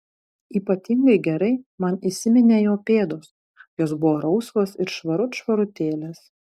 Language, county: Lithuanian, Vilnius